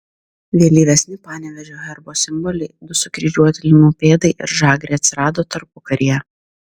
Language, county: Lithuanian, Tauragė